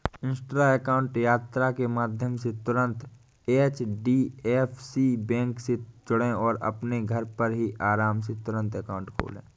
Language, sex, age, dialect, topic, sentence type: Hindi, male, 18-24, Awadhi Bundeli, banking, statement